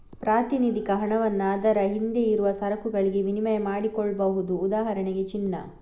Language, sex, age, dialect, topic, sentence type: Kannada, female, 18-24, Coastal/Dakshin, banking, statement